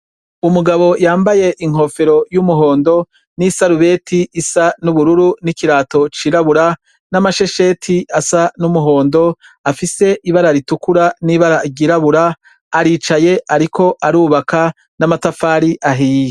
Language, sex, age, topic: Rundi, male, 36-49, education